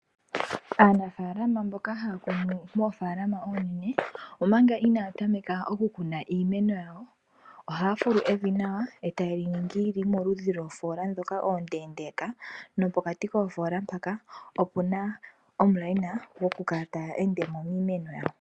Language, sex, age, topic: Oshiwambo, female, 25-35, agriculture